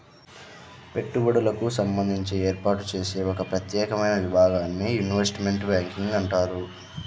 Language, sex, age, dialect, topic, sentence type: Telugu, male, 25-30, Central/Coastal, banking, statement